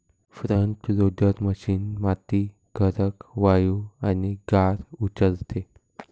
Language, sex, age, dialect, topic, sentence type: Marathi, male, 18-24, Northern Konkan, agriculture, statement